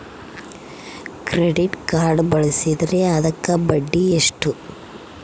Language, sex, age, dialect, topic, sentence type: Kannada, female, 25-30, Central, banking, question